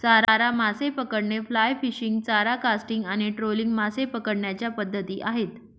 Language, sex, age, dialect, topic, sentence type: Marathi, female, 31-35, Northern Konkan, agriculture, statement